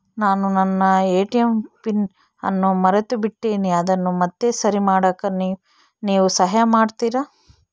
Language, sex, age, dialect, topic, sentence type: Kannada, female, 18-24, Central, banking, question